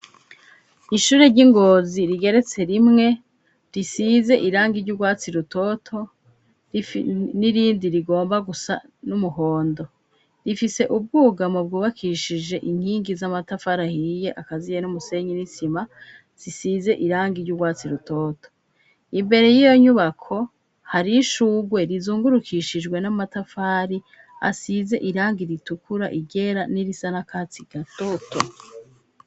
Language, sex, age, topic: Rundi, female, 36-49, education